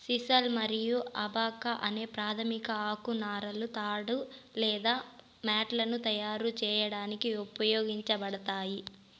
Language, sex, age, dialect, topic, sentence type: Telugu, female, 18-24, Southern, agriculture, statement